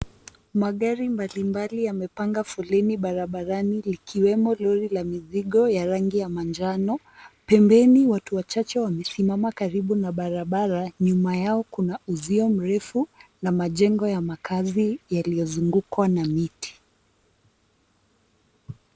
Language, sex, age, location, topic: Swahili, female, 18-24, Nairobi, government